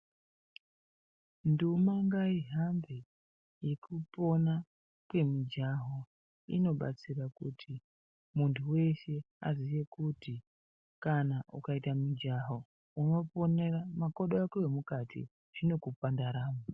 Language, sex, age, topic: Ndau, male, 36-49, health